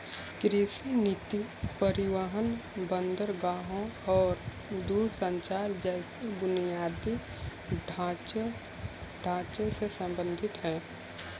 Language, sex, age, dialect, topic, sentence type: Hindi, male, 18-24, Kanauji Braj Bhasha, agriculture, statement